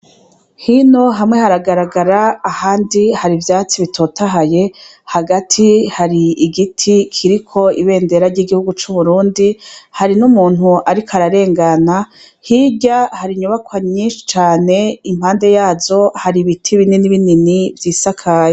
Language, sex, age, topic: Rundi, female, 36-49, education